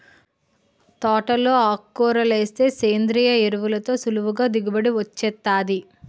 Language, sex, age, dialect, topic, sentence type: Telugu, female, 18-24, Utterandhra, agriculture, statement